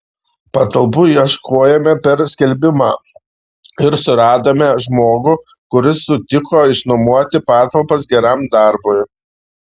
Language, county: Lithuanian, Šiauliai